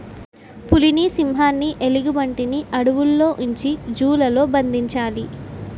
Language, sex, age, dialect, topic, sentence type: Telugu, female, 18-24, Utterandhra, agriculture, statement